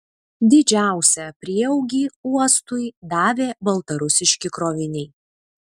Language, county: Lithuanian, Vilnius